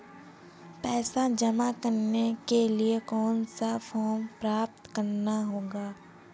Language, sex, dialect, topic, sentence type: Hindi, female, Kanauji Braj Bhasha, banking, question